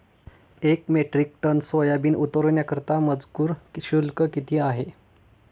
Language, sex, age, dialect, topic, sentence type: Marathi, male, 18-24, Standard Marathi, agriculture, question